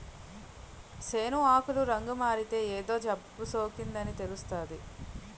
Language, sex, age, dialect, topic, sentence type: Telugu, female, 31-35, Utterandhra, agriculture, statement